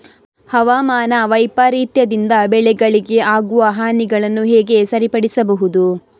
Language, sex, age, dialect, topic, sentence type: Kannada, female, 31-35, Coastal/Dakshin, agriculture, question